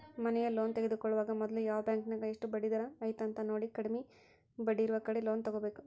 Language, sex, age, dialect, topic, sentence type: Kannada, female, 41-45, Central, banking, statement